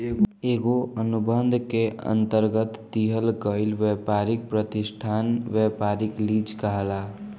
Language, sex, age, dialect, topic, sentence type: Bhojpuri, male, <18, Southern / Standard, banking, statement